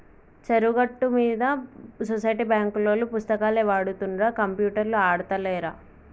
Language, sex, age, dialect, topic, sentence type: Telugu, male, 18-24, Telangana, banking, statement